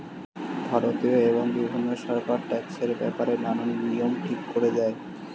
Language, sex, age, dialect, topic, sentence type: Bengali, male, 18-24, Standard Colloquial, banking, statement